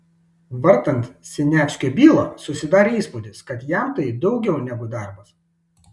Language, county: Lithuanian, Šiauliai